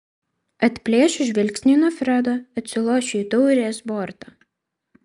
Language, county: Lithuanian, Vilnius